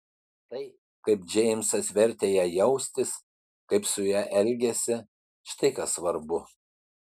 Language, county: Lithuanian, Utena